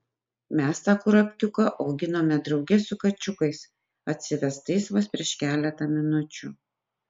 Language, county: Lithuanian, Utena